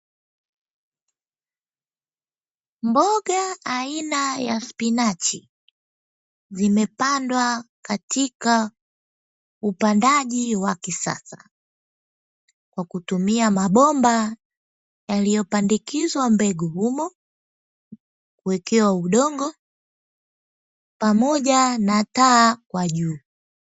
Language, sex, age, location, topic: Swahili, female, 18-24, Dar es Salaam, agriculture